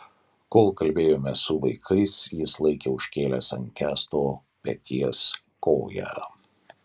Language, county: Lithuanian, Kaunas